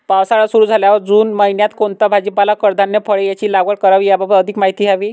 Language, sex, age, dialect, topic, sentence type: Marathi, male, 51-55, Northern Konkan, agriculture, question